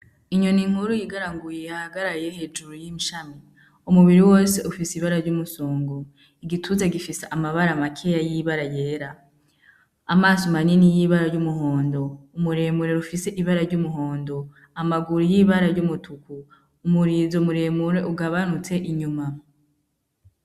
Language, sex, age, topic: Rundi, female, 18-24, agriculture